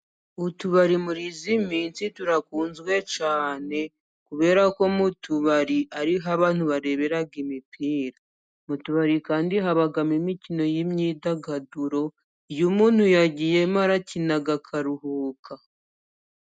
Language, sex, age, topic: Kinyarwanda, female, 25-35, finance